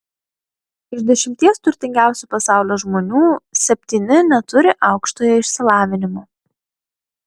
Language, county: Lithuanian, Klaipėda